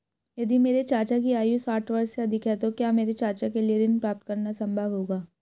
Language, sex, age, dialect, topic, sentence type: Hindi, female, 18-24, Hindustani Malvi Khadi Boli, banking, statement